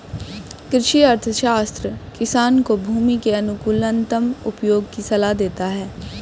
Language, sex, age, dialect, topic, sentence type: Hindi, male, 25-30, Hindustani Malvi Khadi Boli, banking, statement